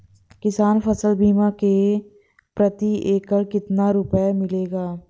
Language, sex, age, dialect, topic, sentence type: Hindi, female, 18-24, Awadhi Bundeli, agriculture, question